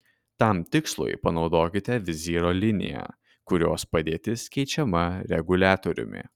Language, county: Lithuanian, Kaunas